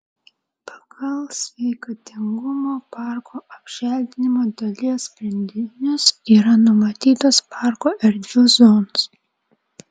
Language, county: Lithuanian, Vilnius